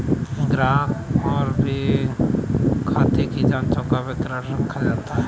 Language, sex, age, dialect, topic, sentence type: Hindi, male, 25-30, Kanauji Braj Bhasha, banking, statement